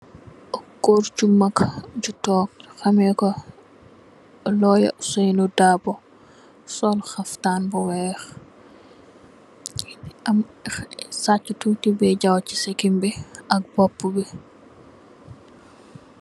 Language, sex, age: Wolof, female, 18-24